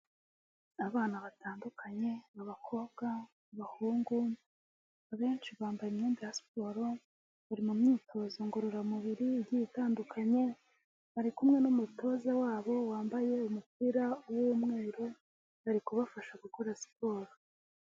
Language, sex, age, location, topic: Kinyarwanda, female, 18-24, Huye, health